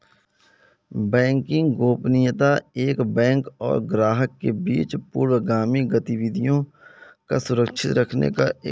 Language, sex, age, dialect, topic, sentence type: Hindi, male, 18-24, Kanauji Braj Bhasha, banking, statement